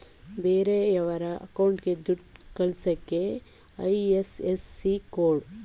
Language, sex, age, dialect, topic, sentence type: Kannada, female, 18-24, Mysore Kannada, banking, statement